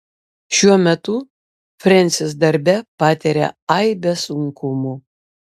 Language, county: Lithuanian, Vilnius